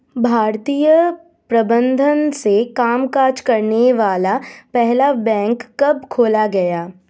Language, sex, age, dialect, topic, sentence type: Hindi, female, 25-30, Hindustani Malvi Khadi Boli, banking, question